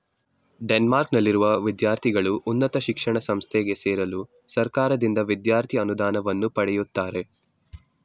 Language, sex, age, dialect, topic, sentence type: Kannada, male, 18-24, Mysore Kannada, banking, statement